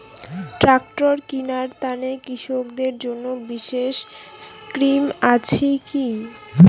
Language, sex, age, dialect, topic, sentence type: Bengali, female, 18-24, Rajbangshi, agriculture, statement